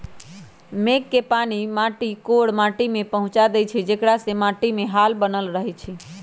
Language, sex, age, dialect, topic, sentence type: Magahi, female, 25-30, Western, agriculture, statement